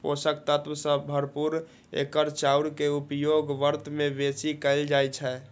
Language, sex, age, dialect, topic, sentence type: Maithili, male, 31-35, Eastern / Thethi, agriculture, statement